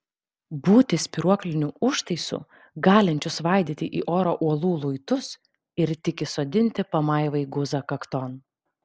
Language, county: Lithuanian, Vilnius